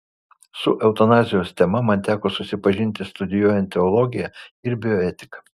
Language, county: Lithuanian, Vilnius